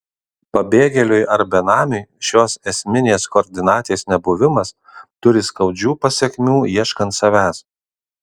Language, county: Lithuanian, Kaunas